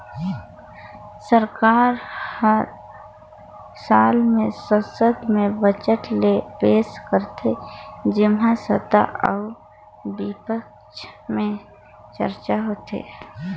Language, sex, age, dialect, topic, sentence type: Chhattisgarhi, female, 25-30, Northern/Bhandar, banking, statement